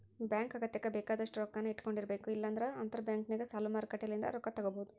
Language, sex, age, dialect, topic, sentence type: Kannada, female, 41-45, Central, banking, statement